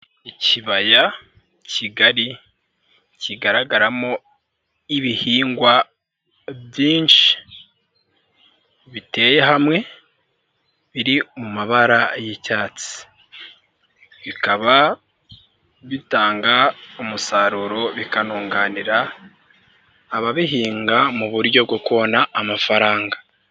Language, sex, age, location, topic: Kinyarwanda, male, 25-35, Nyagatare, agriculture